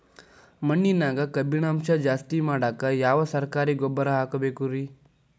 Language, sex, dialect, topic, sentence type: Kannada, male, Dharwad Kannada, agriculture, question